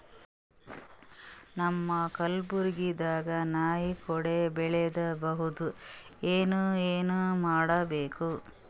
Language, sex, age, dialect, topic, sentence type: Kannada, female, 36-40, Northeastern, agriculture, question